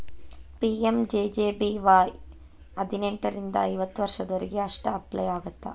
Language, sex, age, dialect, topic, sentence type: Kannada, female, 25-30, Dharwad Kannada, banking, statement